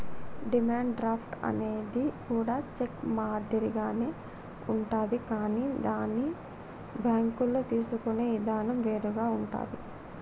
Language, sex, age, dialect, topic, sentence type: Telugu, female, 60-100, Telangana, banking, statement